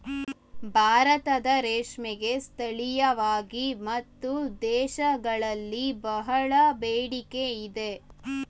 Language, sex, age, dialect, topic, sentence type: Kannada, female, 18-24, Mysore Kannada, agriculture, statement